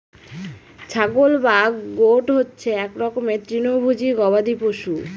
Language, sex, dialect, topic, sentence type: Bengali, female, Northern/Varendri, agriculture, statement